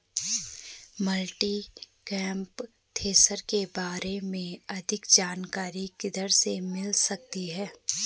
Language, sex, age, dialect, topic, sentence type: Hindi, female, 25-30, Garhwali, agriculture, question